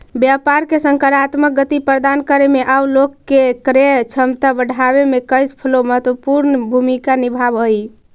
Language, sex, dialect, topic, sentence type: Magahi, female, Central/Standard, agriculture, statement